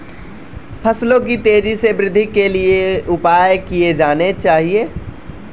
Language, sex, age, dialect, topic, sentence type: Hindi, male, 18-24, Marwari Dhudhari, agriculture, question